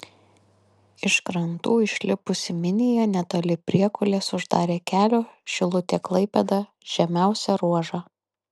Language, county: Lithuanian, Kaunas